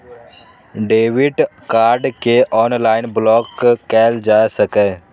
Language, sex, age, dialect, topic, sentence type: Maithili, male, 18-24, Eastern / Thethi, banking, statement